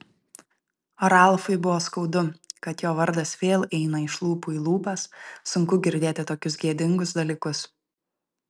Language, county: Lithuanian, Vilnius